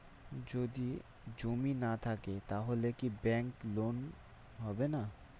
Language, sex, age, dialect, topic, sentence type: Bengali, male, 18-24, Rajbangshi, banking, question